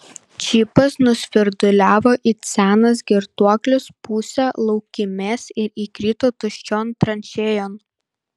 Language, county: Lithuanian, Panevėžys